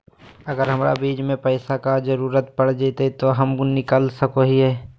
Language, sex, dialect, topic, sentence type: Magahi, male, Southern, banking, question